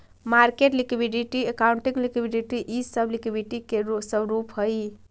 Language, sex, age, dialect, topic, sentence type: Magahi, female, 18-24, Central/Standard, banking, statement